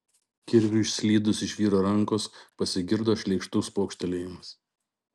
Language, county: Lithuanian, Šiauliai